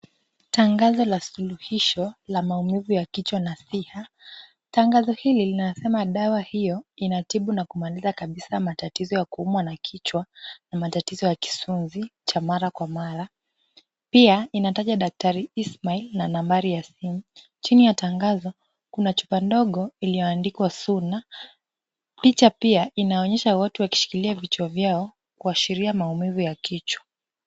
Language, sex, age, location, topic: Swahili, female, 18-24, Kisumu, health